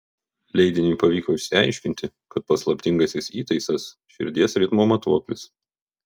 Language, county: Lithuanian, Vilnius